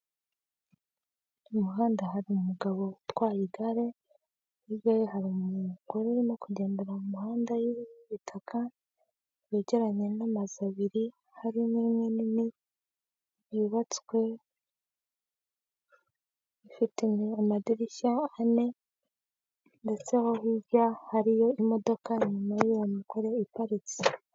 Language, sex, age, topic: Kinyarwanda, female, 25-35, finance